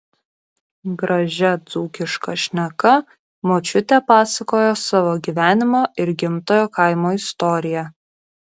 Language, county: Lithuanian, Kaunas